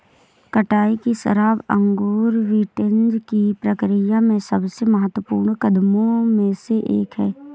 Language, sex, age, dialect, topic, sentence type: Hindi, female, 18-24, Awadhi Bundeli, agriculture, statement